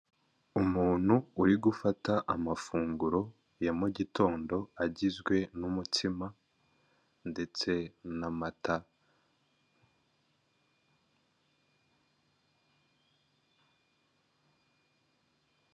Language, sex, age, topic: Kinyarwanda, male, 25-35, finance